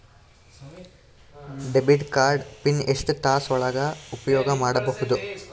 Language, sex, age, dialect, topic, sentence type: Kannada, male, 18-24, Northeastern, banking, question